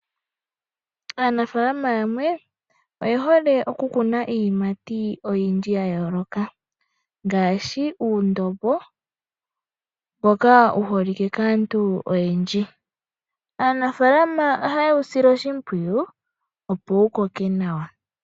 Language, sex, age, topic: Oshiwambo, female, 25-35, agriculture